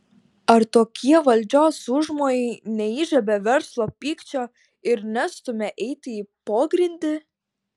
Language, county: Lithuanian, Šiauliai